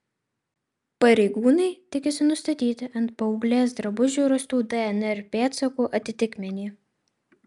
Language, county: Lithuanian, Vilnius